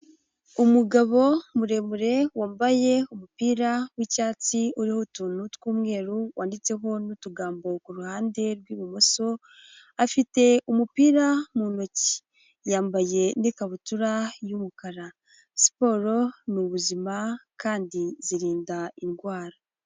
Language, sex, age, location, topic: Kinyarwanda, female, 18-24, Huye, health